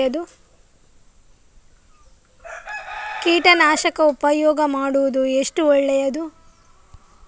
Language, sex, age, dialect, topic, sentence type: Kannada, female, 25-30, Coastal/Dakshin, agriculture, question